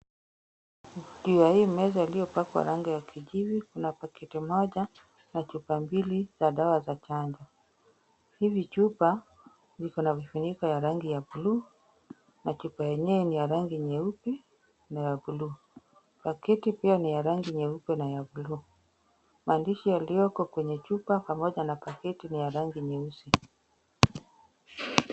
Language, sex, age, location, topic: Swahili, female, 36-49, Kisumu, health